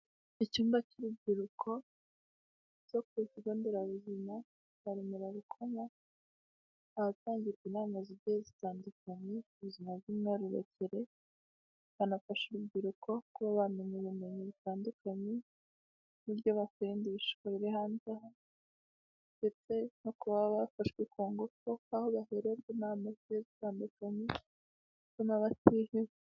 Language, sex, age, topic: Kinyarwanda, female, 18-24, health